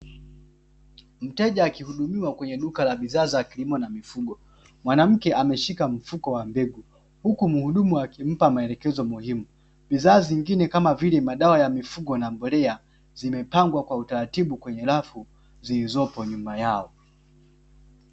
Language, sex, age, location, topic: Swahili, male, 25-35, Dar es Salaam, agriculture